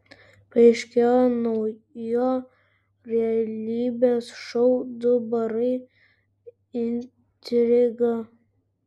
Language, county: Lithuanian, Kaunas